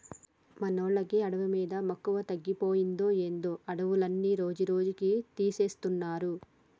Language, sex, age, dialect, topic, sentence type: Telugu, female, 31-35, Telangana, agriculture, statement